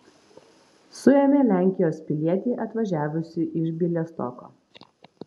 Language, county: Lithuanian, Vilnius